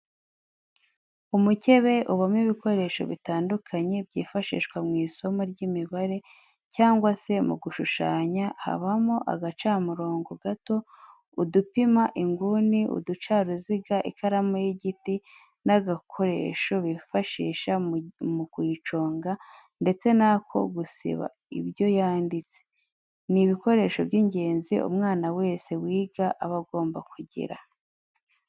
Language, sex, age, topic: Kinyarwanda, female, 25-35, education